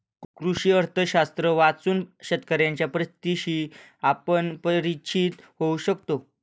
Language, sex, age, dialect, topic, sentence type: Marathi, male, 18-24, Standard Marathi, banking, statement